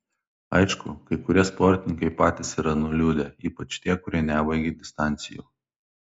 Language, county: Lithuanian, Klaipėda